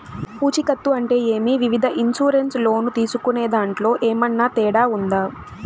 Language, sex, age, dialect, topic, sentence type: Telugu, female, 18-24, Southern, banking, question